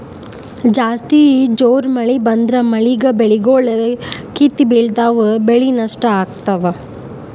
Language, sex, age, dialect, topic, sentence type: Kannada, male, 25-30, Northeastern, agriculture, statement